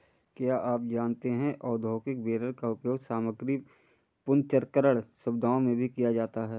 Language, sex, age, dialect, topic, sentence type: Hindi, male, 41-45, Awadhi Bundeli, agriculture, statement